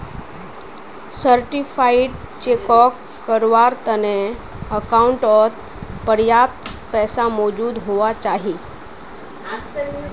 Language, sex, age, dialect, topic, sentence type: Magahi, female, 18-24, Northeastern/Surjapuri, banking, statement